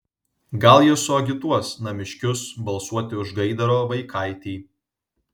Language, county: Lithuanian, Vilnius